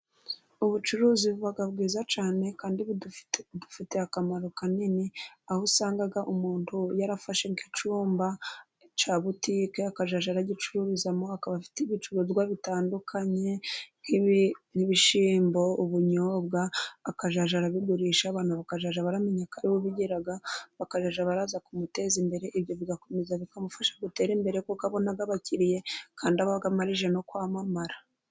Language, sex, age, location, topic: Kinyarwanda, female, 25-35, Burera, finance